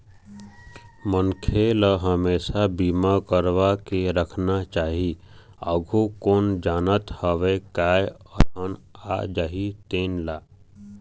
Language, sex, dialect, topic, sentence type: Chhattisgarhi, male, Eastern, banking, statement